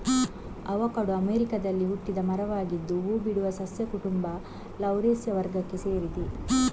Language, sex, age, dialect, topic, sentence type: Kannada, female, 46-50, Coastal/Dakshin, agriculture, statement